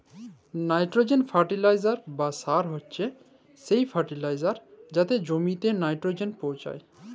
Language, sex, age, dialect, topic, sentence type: Bengali, male, 25-30, Jharkhandi, agriculture, statement